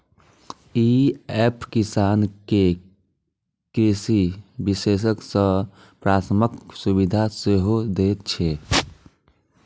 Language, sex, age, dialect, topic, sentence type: Maithili, male, 25-30, Eastern / Thethi, agriculture, statement